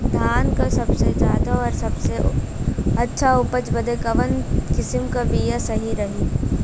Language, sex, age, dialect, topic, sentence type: Bhojpuri, female, 18-24, Western, agriculture, question